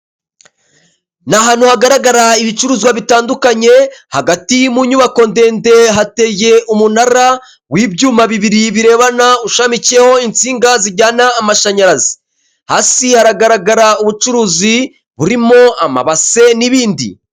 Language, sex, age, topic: Kinyarwanda, male, 25-35, government